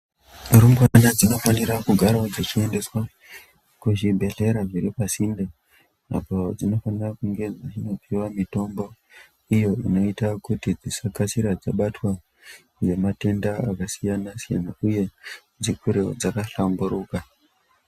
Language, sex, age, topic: Ndau, female, 50+, health